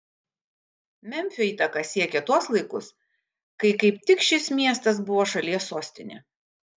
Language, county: Lithuanian, Kaunas